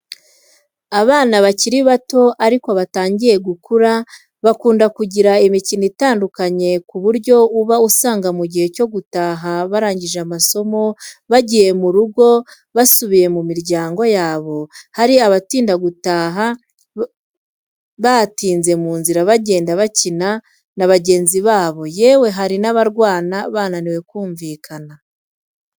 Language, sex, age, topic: Kinyarwanda, female, 25-35, education